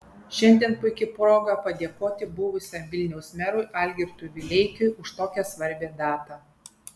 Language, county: Lithuanian, Kaunas